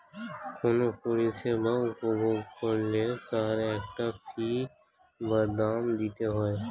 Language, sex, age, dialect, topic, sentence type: Bengali, male, <18, Standard Colloquial, banking, statement